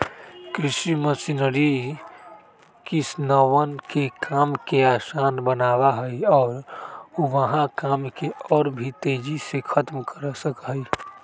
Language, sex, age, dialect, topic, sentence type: Magahi, male, 18-24, Western, agriculture, statement